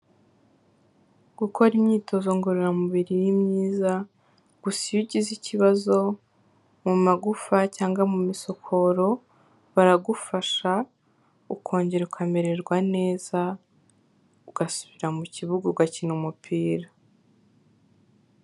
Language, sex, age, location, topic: Kinyarwanda, female, 18-24, Kigali, health